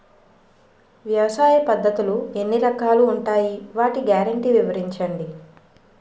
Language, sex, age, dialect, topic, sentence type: Telugu, female, 36-40, Utterandhra, agriculture, question